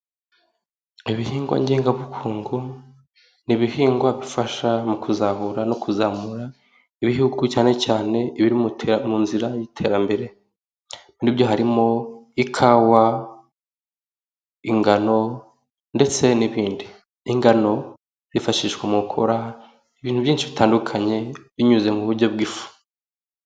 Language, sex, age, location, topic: Kinyarwanda, male, 18-24, Nyagatare, agriculture